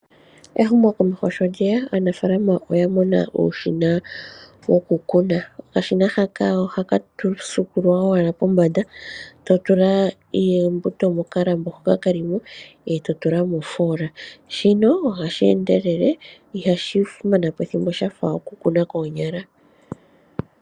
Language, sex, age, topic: Oshiwambo, female, 25-35, agriculture